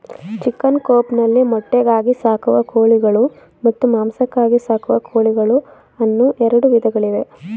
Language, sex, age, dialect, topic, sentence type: Kannada, female, 18-24, Mysore Kannada, agriculture, statement